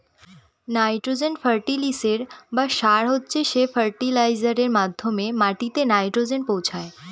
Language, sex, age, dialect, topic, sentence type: Bengali, female, 18-24, Northern/Varendri, agriculture, statement